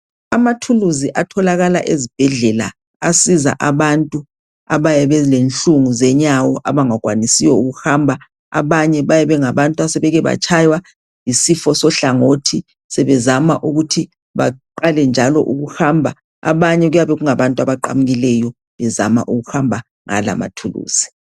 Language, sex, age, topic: North Ndebele, female, 25-35, health